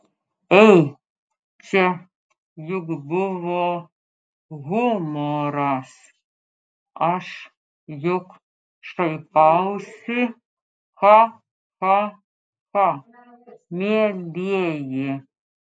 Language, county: Lithuanian, Klaipėda